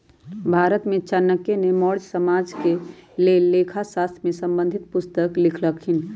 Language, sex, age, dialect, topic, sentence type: Magahi, female, 31-35, Western, banking, statement